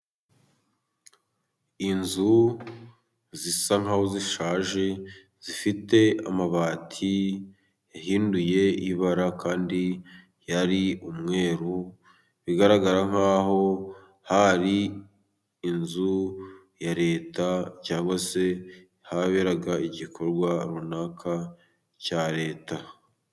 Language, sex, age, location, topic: Kinyarwanda, male, 18-24, Musanze, government